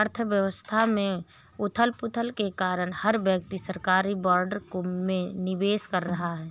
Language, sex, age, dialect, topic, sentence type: Hindi, female, 31-35, Awadhi Bundeli, banking, statement